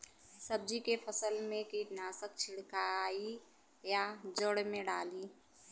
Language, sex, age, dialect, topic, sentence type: Bhojpuri, female, 25-30, Western, agriculture, question